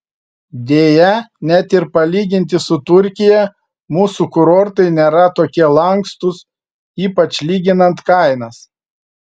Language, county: Lithuanian, Vilnius